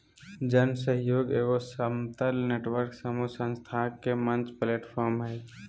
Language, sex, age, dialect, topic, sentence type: Magahi, male, 18-24, Southern, banking, statement